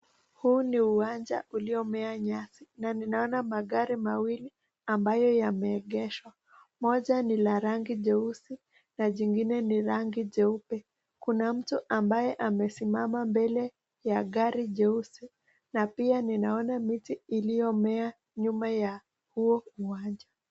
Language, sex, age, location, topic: Swahili, female, 18-24, Nakuru, finance